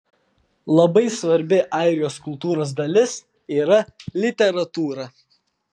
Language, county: Lithuanian, Vilnius